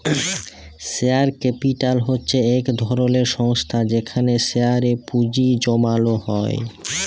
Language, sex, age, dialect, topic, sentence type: Bengali, male, 18-24, Jharkhandi, banking, statement